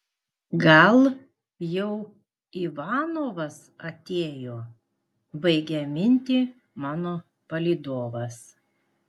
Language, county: Lithuanian, Klaipėda